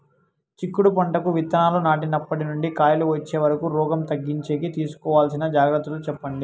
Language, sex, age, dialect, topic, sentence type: Telugu, male, 18-24, Southern, agriculture, question